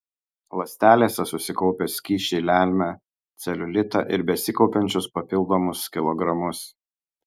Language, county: Lithuanian, Kaunas